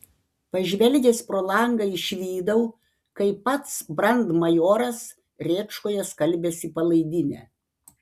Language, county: Lithuanian, Panevėžys